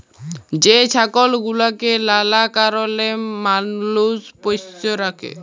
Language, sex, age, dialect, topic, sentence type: Bengali, male, 41-45, Jharkhandi, agriculture, statement